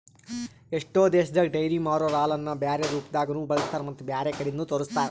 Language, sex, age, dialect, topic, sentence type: Kannada, male, 18-24, Northeastern, agriculture, statement